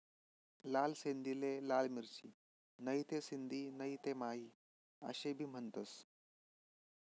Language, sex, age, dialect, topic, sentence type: Marathi, male, 25-30, Northern Konkan, agriculture, statement